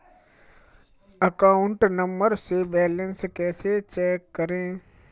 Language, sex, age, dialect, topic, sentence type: Hindi, male, 46-50, Kanauji Braj Bhasha, banking, question